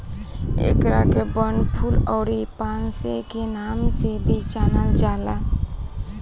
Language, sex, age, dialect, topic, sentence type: Bhojpuri, female, <18, Southern / Standard, agriculture, statement